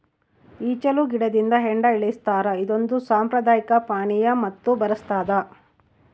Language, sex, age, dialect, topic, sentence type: Kannada, female, 56-60, Central, agriculture, statement